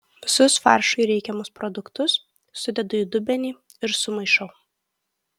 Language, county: Lithuanian, Kaunas